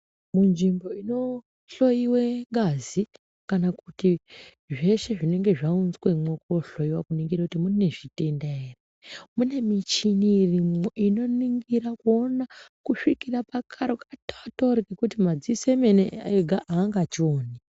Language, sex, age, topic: Ndau, female, 25-35, health